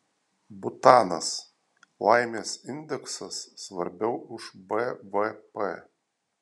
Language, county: Lithuanian, Alytus